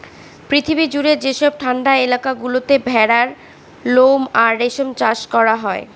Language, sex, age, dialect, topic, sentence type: Bengali, female, 18-24, Northern/Varendri, agriculture, statement